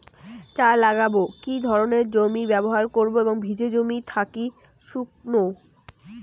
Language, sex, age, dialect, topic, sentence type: Bengali, female, 18-24, Rajbangshi, agriculture, question